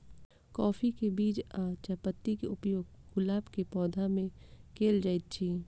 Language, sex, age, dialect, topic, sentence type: Maithili, female, 25-30, Southern/Standard, agriculture, question